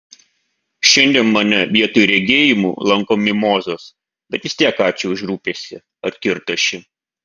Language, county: Lithuanian, Vilnius